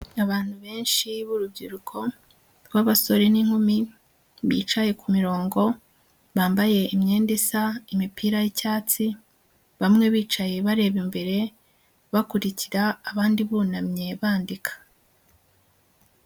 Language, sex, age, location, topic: Kinyarwanda, female, 18-24, Huye, education